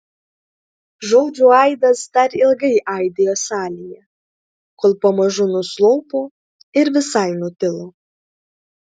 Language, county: Lithuanian, Klaipėda